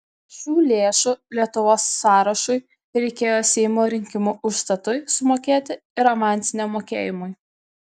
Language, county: Lithuanian, Vilnius